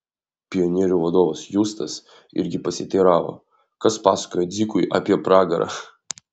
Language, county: Lithuanian, Vilnius